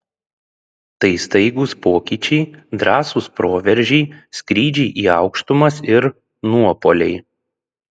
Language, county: Lithuanian, Šiauliai